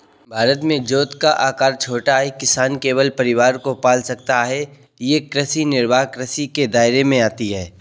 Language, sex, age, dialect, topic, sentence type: Hindi, male, 18-24, Kanauji Braj Bhasha, agriculture, statement